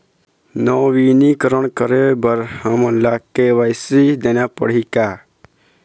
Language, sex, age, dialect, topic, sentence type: Chhattisgarhi, male, 46-50, Eastern, banking, question